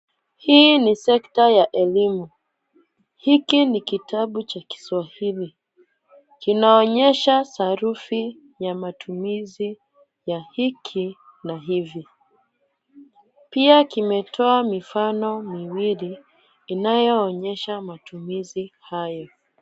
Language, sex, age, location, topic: Swahili, female, 25-35, Kisumu, education